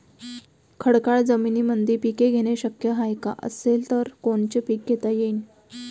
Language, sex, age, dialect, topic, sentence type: Marathi, female, 18-24, Varhadi, agriculture, question